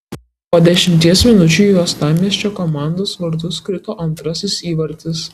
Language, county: Lithuanian, Kaunas